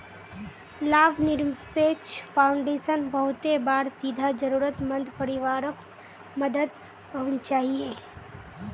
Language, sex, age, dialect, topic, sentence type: Magahi, female, 18-24, Northeastern/Surjapuri, banking, statement